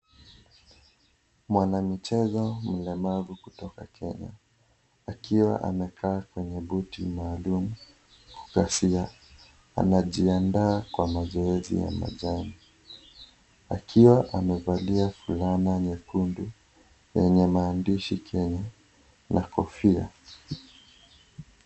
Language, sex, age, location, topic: Swahili, male, 18-24, Kisii, education